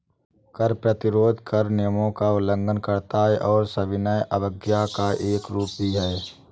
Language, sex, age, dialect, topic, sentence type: Hindi, male, 18-24, Awadhi Bundeli, banking, statement